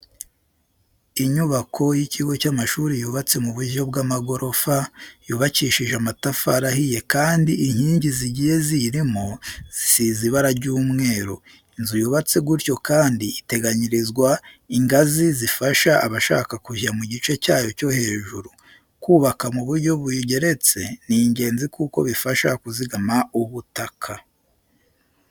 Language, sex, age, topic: Kinyarwanda, male, 25-35, education